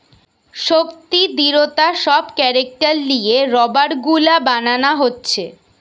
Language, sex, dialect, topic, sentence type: Bengali, female, Western, agriculture, statement